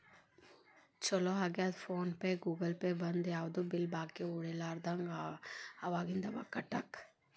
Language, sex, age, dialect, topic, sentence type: Kannada, female, 31-35, Dharwad Kannada, banking, statement